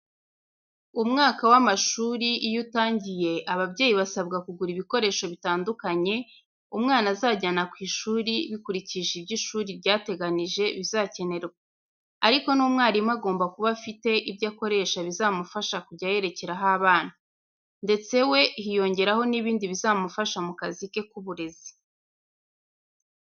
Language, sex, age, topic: Kinyarwanda, female, 25-35, education